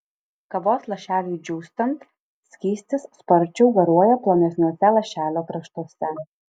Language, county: Lithuanian, Alytus